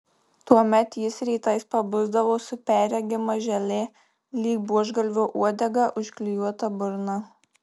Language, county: Lithuanian, Marijampolė